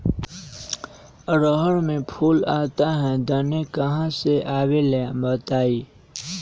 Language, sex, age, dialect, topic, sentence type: Magahi, male, 18-24, Western, agriculture, question